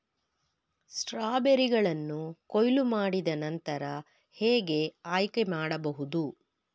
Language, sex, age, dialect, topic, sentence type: Kannada, female, 46-50, Mysore Kannada, agriculture, question